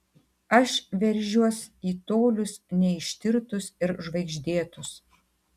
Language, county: Lithuanian, Tauragė